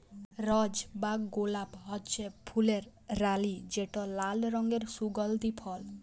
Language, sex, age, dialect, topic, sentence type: Bengali, female, 18-24, Jharkhandi, agriculture, statement